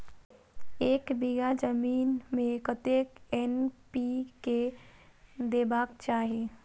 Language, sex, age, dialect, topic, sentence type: Maithili, female, 25-30, Eastern / Thethi, agriculture, question